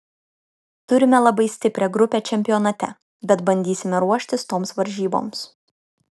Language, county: Lithuanian, Kaunas